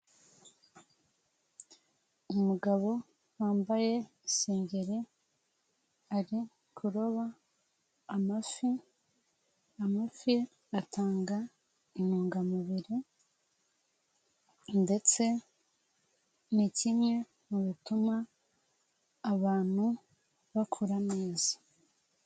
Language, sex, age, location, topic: Kinyarwanda, female, 18-24, Nyagatare, agriculture